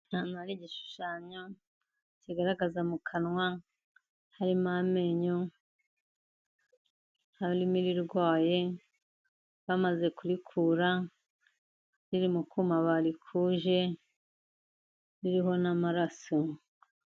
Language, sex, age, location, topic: Kinyarwanda, female, 50+, Kigali, health